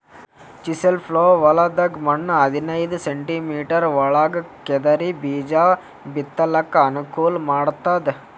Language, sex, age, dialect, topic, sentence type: Kannada, male, 18-24, Northeastern, agriculture, statement